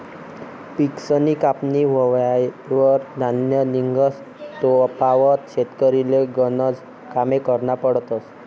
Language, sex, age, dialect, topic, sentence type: Marathi, male, 25-30, Northern Konkan, agriculture, statement